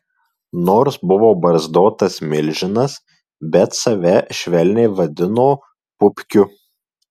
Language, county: Lithuanian, Marijampolė